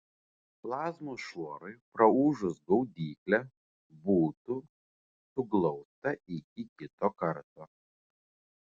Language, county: Lithuanian, Vilnius